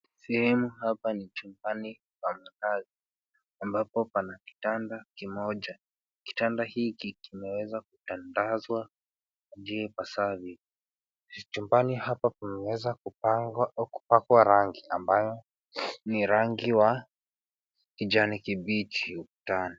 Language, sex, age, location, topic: Swahili, male, 18-24, Nairobi, education